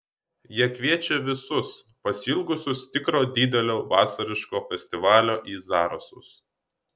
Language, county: Lithuanian, Klaipėda